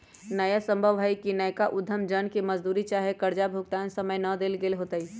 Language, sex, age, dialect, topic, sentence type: Magahi, female, 31-35, Western, banking, statement